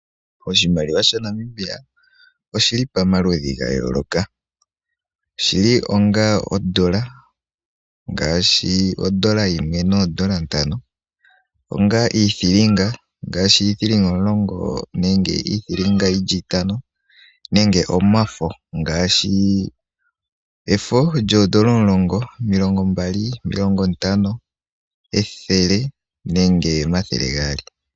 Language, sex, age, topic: Oshiwambo, male, 18-24, finance